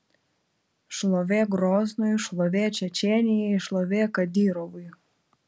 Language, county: Lithuanian, Vilnius